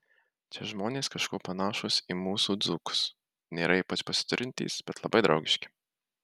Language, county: Lithuanian, Marijampolė